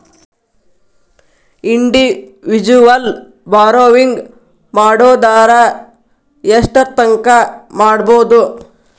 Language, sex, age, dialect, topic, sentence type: Kannada, female, 31-35, Dharwad Kannada, banking, statement